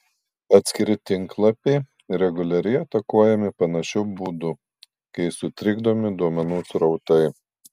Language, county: Lithuanian, Panevėžys